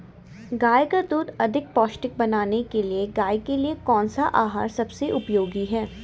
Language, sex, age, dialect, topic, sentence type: Hindi, female, 18-24, Garhwali, agriculture, question